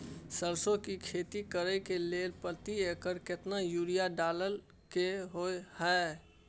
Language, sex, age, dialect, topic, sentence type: Maithili, male, 18-24, Bajjika, agriculture, question